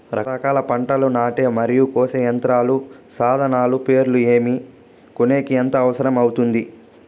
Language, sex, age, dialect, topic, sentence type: Telugu, male, 25-30, Southern, agriculture, question